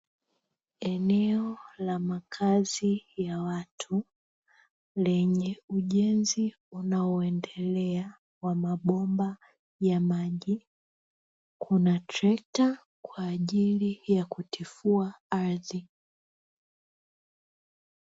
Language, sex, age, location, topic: Swahili, female, 18-24, Dar es Salaam, government